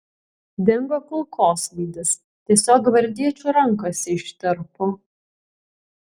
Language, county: Lithuanian, Kaunas